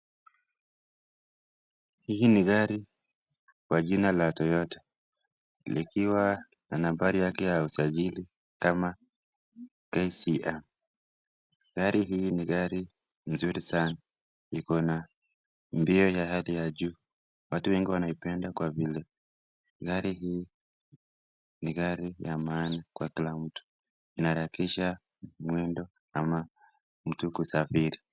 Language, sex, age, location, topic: Swahili, male, 18-24, Nakuru, finance